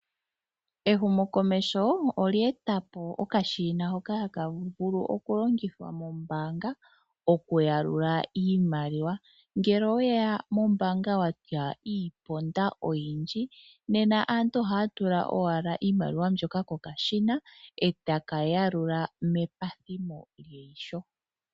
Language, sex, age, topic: Oshiwambo, female, 25-35, finance